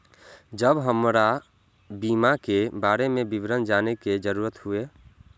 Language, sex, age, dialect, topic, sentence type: Maithili, male, 18-24, Eastern / Thethi, banking, question